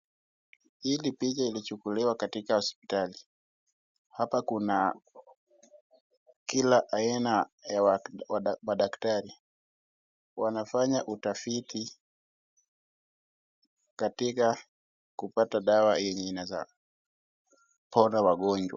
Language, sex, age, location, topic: Swahili, male, 18-24, Wajir, health